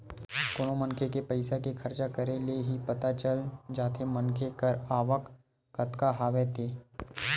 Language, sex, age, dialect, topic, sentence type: Chhattisgarhi, male, 18-24, Western/Budati/Khatahi, banking, statement